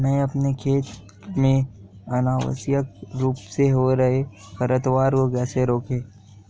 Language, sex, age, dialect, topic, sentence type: Hindi, male, 18-24, Marwari Dhudhari, agriculture, question